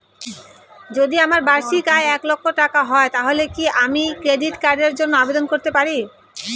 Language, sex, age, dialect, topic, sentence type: Bengali, male, 18-24, Rajbangshi, banking, question